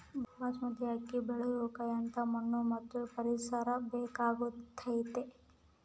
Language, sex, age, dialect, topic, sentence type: Kannada, female, 25-30, Central, agriculture, question